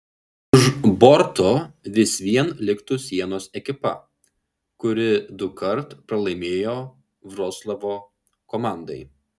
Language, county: Lithuanian, Šiauliai